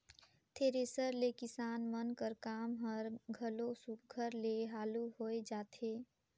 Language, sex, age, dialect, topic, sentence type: Chhattisgarhi, female, 18-24, Northern/Bhandar, agriculture, statement